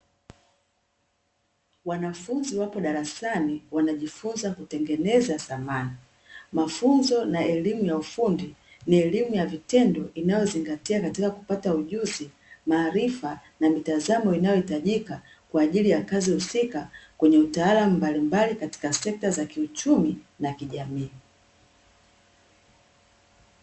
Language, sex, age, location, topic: Swahili, female, 36-49, Dar es Salaam, education